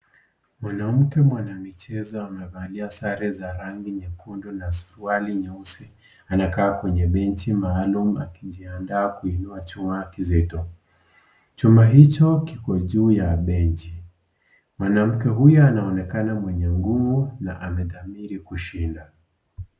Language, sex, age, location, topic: Swahili, male, 18-24, Kisii, education